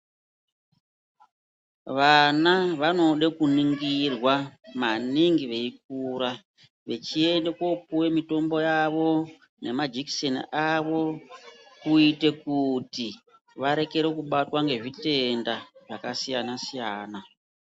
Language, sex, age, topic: Ndau, female, 50+, health